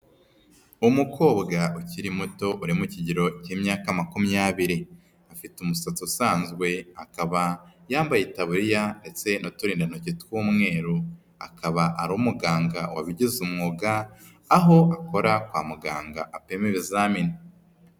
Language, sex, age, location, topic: Kinyarwanda, female, 18-24, Nyagatare, health